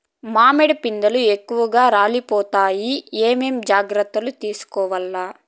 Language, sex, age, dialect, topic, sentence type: Telugu, female, 31-35, Southern, agriculture, question